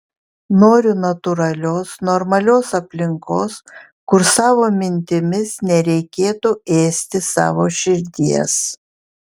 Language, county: Lithuanian, Vilnius